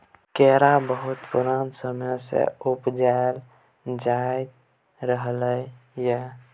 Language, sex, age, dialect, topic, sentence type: Maithili, male, 18-24, Bajjika, agriculture, statement